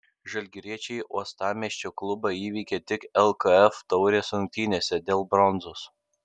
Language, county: Lithuanian, Kaunas